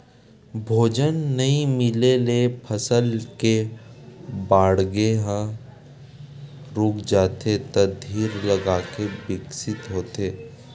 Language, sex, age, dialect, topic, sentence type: Chhattisgarhi, male, 31-35, Western/Budati/Khatahi, agriculture, statement